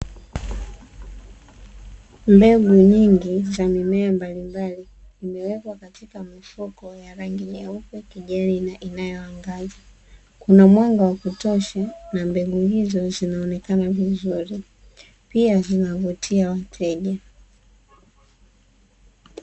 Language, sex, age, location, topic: Swahili, female, 18-24, Dar es Salaam, agriculture